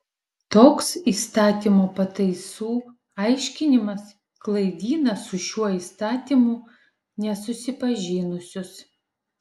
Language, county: Lithuanian, Vilnius